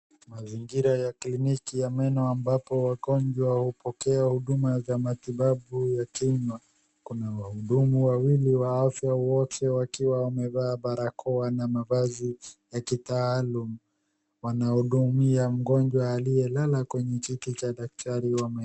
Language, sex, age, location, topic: Swahili, male, 50+, Wajir, health